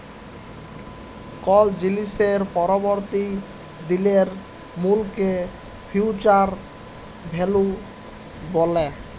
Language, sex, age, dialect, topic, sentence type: Bengali, male, 18-24, Jharkhandi, banking, statement